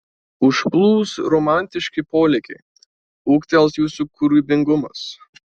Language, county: Lithuanian, Marijampolė